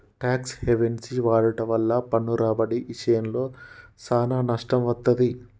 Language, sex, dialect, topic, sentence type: Telugu, male, Telangana, banking, statement